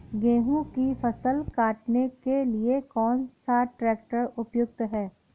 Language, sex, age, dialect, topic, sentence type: Hindi, female, 31-35, Awadhi Bundeli, agriculture, question